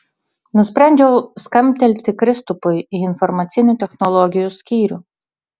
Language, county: Lithuanian, Utena